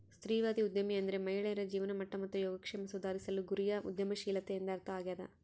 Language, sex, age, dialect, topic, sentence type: Kannada, female, 18-24, Central, banking, statement